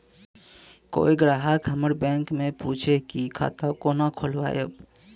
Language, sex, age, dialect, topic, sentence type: Maithili, male, 25-30, Angika, banking, question